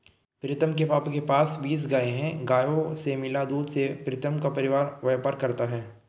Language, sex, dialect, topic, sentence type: Hindi, male, Hindustani Malvi Khadi Boli, agriculture, statement